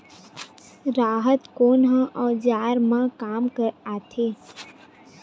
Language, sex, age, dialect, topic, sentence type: Chhattisgarhi, female, 18-24, Western/Budati/Khatahi, agriculture, question